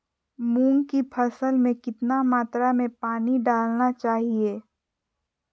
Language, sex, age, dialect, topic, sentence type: Magahi, female, 51-55, Southern, agriculture, question